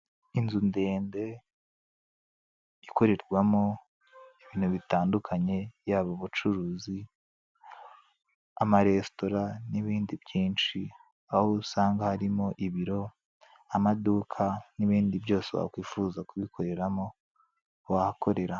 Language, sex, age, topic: Kinyarwanda, male, 25-35, government